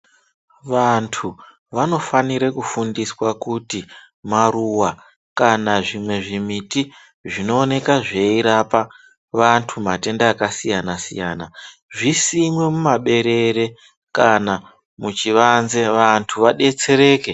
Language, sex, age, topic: Ndau, male, 36-49, health